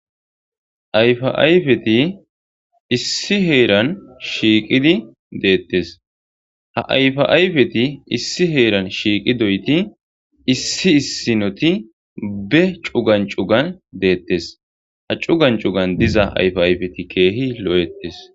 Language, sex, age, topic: Gamo, male, 25-35, agriculture